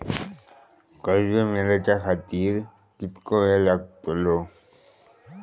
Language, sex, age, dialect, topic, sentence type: Marathi, male, 25-30, Southern Konkan, banking, question